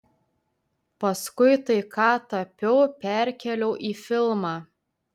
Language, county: Lithuanian, Telšiai